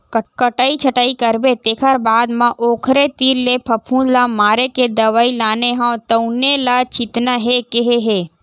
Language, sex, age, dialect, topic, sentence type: Chhattisgarhi, male, 18-24, Western/Budati/Khatahi, agriculture, statement